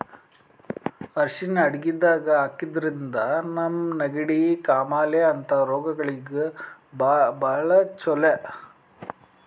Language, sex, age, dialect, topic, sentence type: Kannada, male, 31-35, Northeastern, agriculture, statement